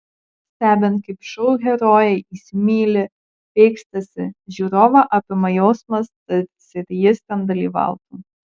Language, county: Lithuanian, Marijampolė